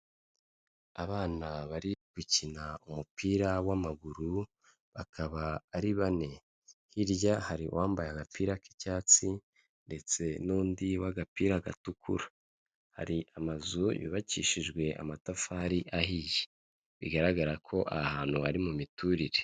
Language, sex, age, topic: Kinyarwanda, male, 25-35, government